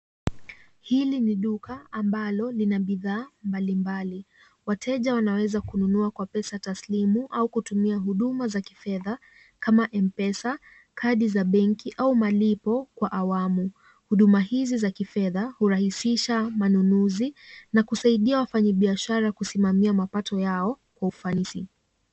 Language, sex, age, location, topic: Swahili, female, 18-24, Kisumu, finance